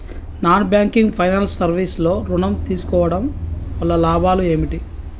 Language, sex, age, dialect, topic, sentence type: Telugu, female, 31-35, Telangana, banking, question